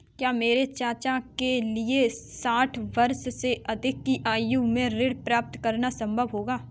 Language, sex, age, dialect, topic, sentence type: Hindi, female, 18-24, Kanauji Braj Bhasha, banking, statement